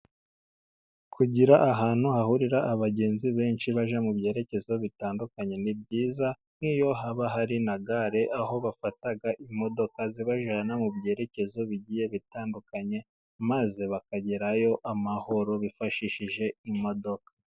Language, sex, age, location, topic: Kinyarwanda, male, 50+, Musanze, government